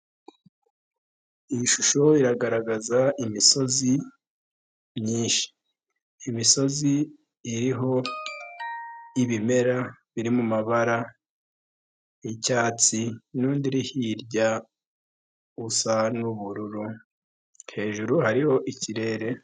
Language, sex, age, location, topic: Kinyarwanda, male, 18-24, Nyagatare, agriculture